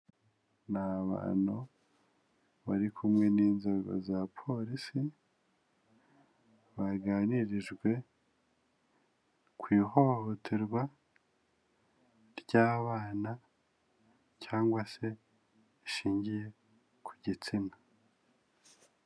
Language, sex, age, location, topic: Kinyarwanda, male, 25-35, Kigali, health